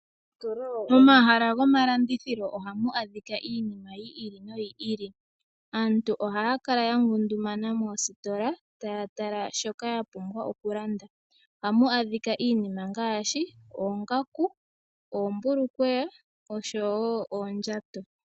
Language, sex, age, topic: Oshiwambo, female, 18-24, finance